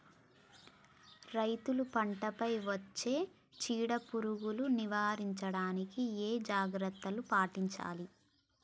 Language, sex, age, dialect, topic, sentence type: Telugu, female, 18-24, Telangana, agriculture, question